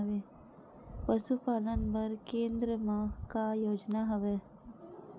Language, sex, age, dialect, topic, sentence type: Chhattisgarhi, female, 31-35, Western/Budati/Khatahi, agriculture, question